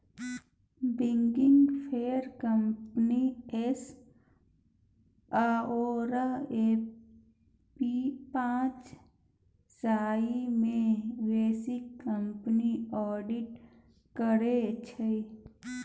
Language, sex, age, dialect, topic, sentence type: Maithili, male, 31-35, Bajjika, banking, statement